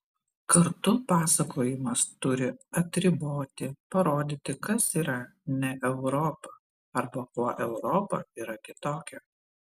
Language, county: Lithuanian, Vilnius